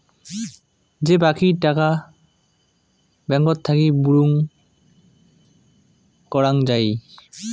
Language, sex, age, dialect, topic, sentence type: Bengali, male, 18-24, Rajbangshi, banking, statement